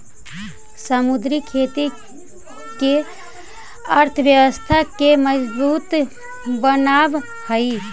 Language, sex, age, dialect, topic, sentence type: Magahi, female, 51-55, Central/Standard, agriculture, statement